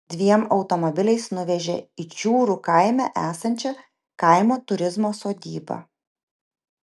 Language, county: Lithuanian, Vilnius